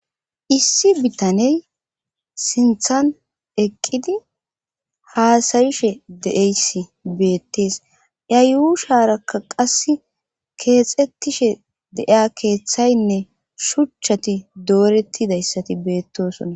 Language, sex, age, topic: Gamo, female, 25-35, government